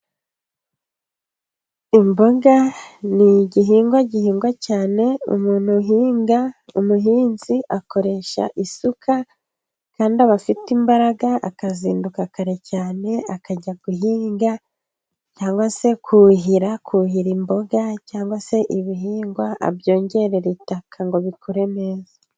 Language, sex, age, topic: Kinyarwanda, female, 25-35, agriculture